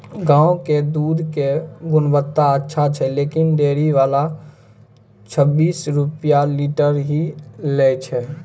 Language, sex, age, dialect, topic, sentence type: Maithili, male, 18-24, Angika, agriculture, question